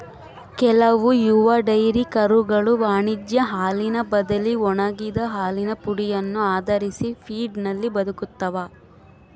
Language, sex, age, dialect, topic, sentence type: Kannada, female, 18-24, Central, agriculture, statement